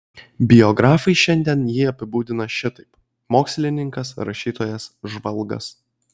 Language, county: Lithuanian, Kaunas